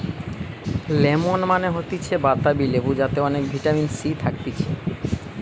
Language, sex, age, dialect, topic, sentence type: Bengali, male, 31-35, Western, agriculture, statement